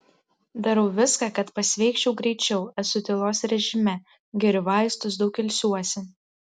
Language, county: Lithuanian, Klaipėda